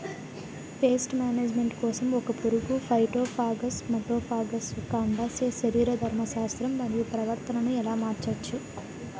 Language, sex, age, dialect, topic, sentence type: Telugu, female, 18-24, Utterandhra, agriculture, question